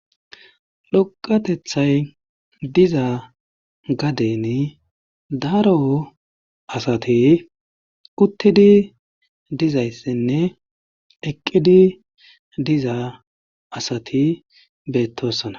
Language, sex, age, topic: Gamo, male, 25-35, government